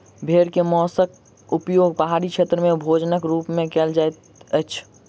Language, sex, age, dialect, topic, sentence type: Maithili, male, 18-24, Southern/Standard, agriculture, statement